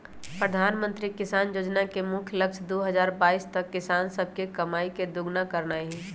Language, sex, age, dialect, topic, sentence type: Magahi, male, 18-24, Western, agriculture, statement